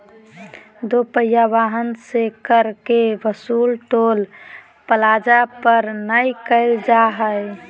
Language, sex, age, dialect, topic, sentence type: Magahi, male, 18-24, Southern, banking, statement